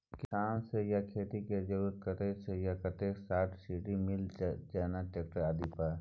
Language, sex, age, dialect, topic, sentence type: Maithili, male, 18-24, Bajjika, agriculture, question